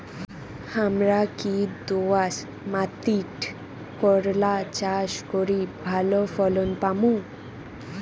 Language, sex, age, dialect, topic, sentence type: Bengali, female, 18-24, Rajbangshi, agriculture, question